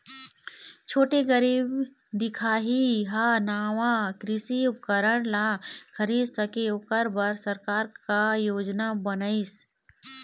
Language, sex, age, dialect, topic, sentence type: Chhattisgarhi, female, 18-24, Eastern, agriculture, question